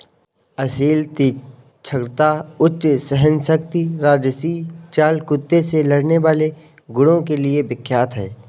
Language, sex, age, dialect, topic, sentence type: Hindi, male, 18-24, Kanauji Braj Bhasha, agriculture, statement